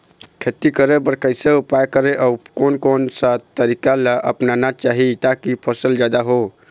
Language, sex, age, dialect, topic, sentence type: Chhattisgarhi, male, 46-50, Eastern, agriculture, question